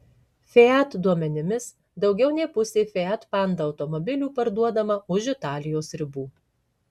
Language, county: Lithuanian, Marijampolė